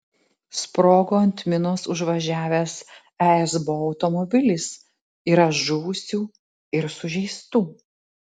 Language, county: Lithuanian, Tauragė